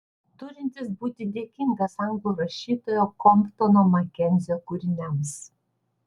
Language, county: Lithuanian, Vilnius